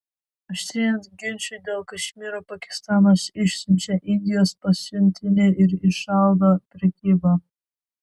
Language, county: Lithuanian, Vilnius